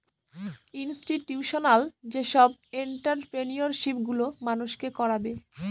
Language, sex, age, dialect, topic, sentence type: Bengali, female, 18-24, Northern/Varendri, banking, statement